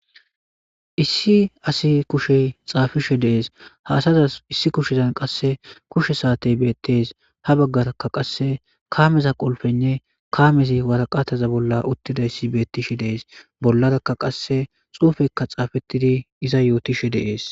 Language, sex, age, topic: Gamo, male, 25-35, government